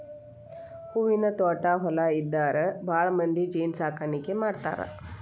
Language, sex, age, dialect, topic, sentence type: Kannada, female, 36-40, Dharwad Kannada, agriculture, statement